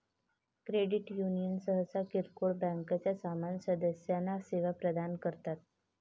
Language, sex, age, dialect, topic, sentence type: Marathi, female, 31-35, Varhadi, banking, statement